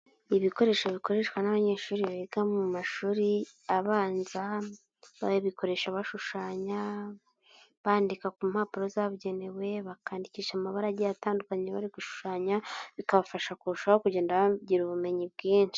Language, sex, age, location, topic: Kinyarwanda, male, 25-35, Nyagatare, education